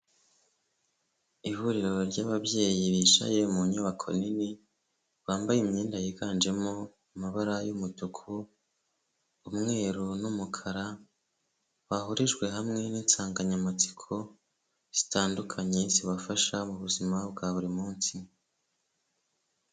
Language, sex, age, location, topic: Kinyarwanda, male, 25-35, Kigali, health